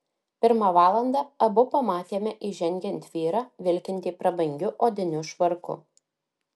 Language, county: Lithuanian, Alytus